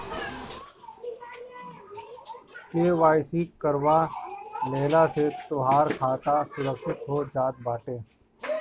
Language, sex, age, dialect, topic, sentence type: Bhojpuri, male, 31-35, Northern, banking, statement